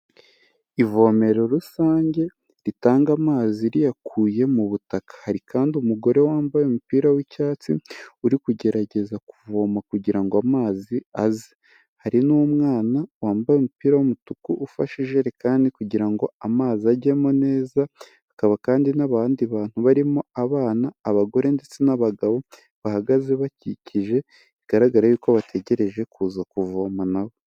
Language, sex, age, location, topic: Kinyarwanda, male, 18-24, Kigali, health